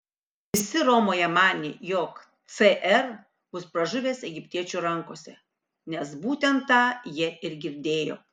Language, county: Lithuanian, Kaunas